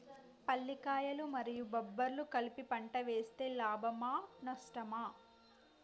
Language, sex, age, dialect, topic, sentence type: Telugu, female, 18-24, Telangana, agriculture, question